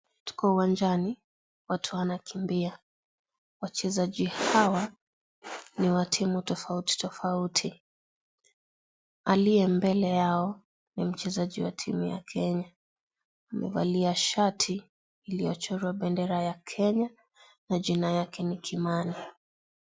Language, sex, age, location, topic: Swahili, female, 25-35, Kisii, education